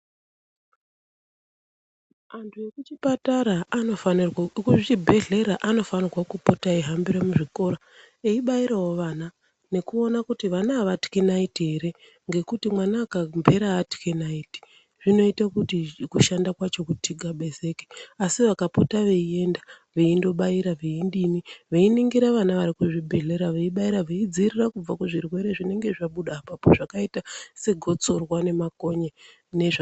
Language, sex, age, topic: Ndau, female, 36-49, health